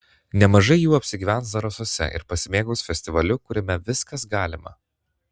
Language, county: Lithuanian, Klaipėda